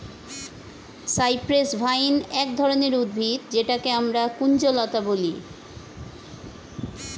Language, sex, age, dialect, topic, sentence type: Bengali, female, 41-45, Standard Colloquial, agriculture, statement